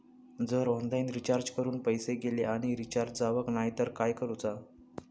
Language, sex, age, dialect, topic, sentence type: Marathi, male, 31-35, Southern Konkan, banking, question